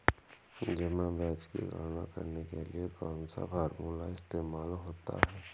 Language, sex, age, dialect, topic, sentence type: Hindi, male, 41-45, Awadhi Bundeli, banking, statement